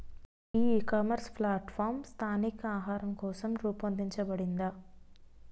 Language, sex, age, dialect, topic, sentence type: Telugu, female, 25-30, Utterandhra, agriculture, question